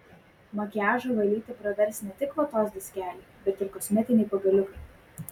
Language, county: Lithuanian, Vilnius